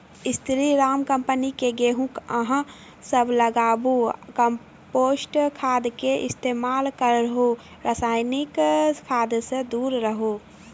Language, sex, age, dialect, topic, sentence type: Maithili, female, 31-35, Angika, agriculture, question